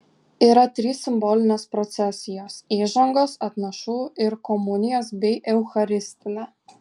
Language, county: Lithuanian, Kaunas